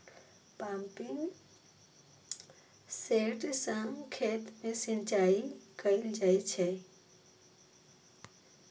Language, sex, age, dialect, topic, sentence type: Maithili, female, 18-24, Eastern / Thethi, agriculture, statement